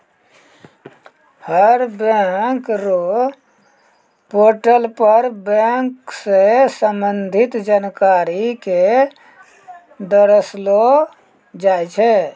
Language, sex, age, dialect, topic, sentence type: Maithili, male, 56-60, Angika, banking, statement